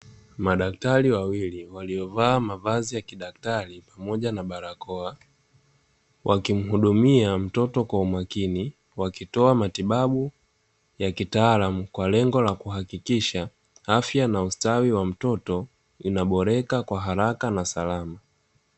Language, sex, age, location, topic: Swahili, male, 25-35, Dar es Salaam, health